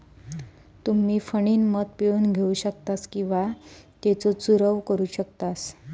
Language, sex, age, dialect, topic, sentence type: Marathi, female, 31-35, Southern Konkan, agriculture, statement